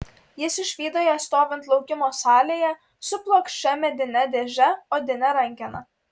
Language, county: Lithuanian, Klaipėda